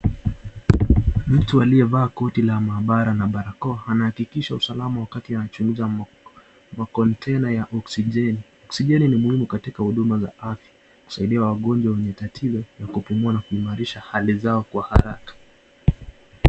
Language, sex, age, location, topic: Swahili, male, 25-35, Nakuru, health